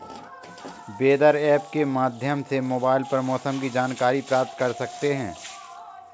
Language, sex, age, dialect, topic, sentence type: Hindi, male, 18-24, Awadhi Bundeli, agriculture, question